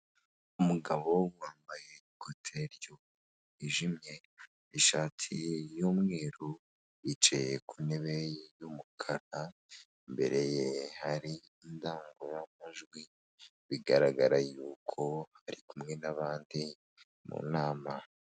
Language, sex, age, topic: Kinyarwanda, female, 18-24, government